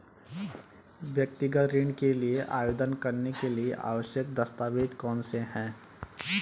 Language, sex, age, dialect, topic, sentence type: Hindi, male, 25-30, Garhwali, banking, question